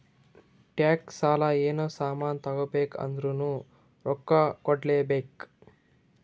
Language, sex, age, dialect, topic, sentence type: Kannada, male, 18-24, Northeastern, banking, statement